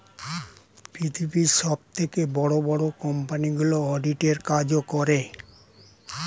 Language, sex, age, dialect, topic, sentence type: Bengali, male, 60-100, Standard Colloquial, banking, statement